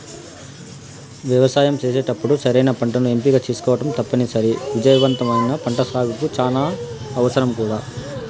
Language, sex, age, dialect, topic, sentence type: Telugu, female, 31-35, Southern, agriculture, statement